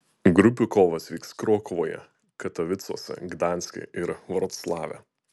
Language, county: Lithuanian, Utena